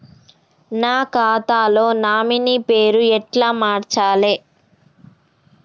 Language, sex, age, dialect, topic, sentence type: Telugu, female, 31-35, Telangana, banking, question